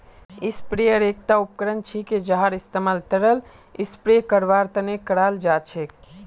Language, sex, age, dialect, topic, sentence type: Magahi, male, 18-24, Northeastern/Surjapuri, agriculture, statement